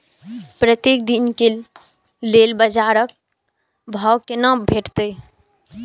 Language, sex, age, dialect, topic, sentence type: Maithili, female, 18-24, Eastern / Thethi, agriculture, question